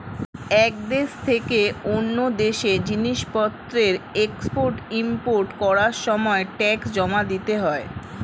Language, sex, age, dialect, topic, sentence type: Bengali, female, 36-40, Standard Colloquial, banking, statement